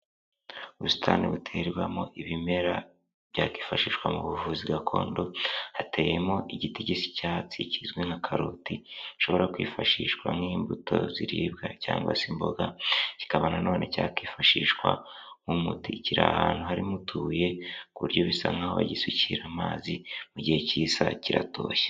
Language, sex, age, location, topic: Kinyarwanda, male, 18-24, Huye, health